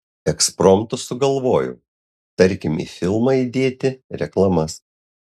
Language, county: Lithuanian, Utena